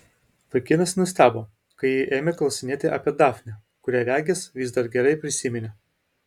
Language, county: Lithuanian, Vilnius